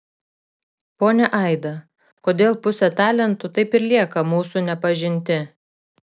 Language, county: Lithuanian, Šiauliai